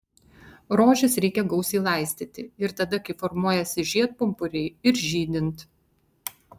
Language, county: Lithuanian, Vilnius